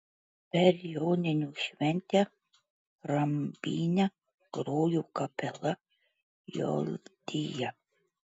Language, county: Lithuanian, Marijampolė